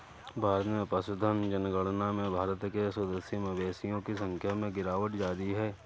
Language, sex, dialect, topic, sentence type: Hindi, male, Kanauji Braj Bhasha, agriculture, statement